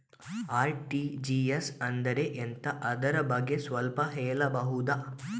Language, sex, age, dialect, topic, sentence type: Kannada, female, 18-24, Coastal/Dakshin, banking, question